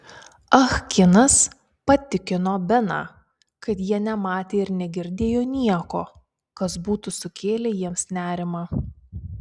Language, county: Lithuanian, Kaunas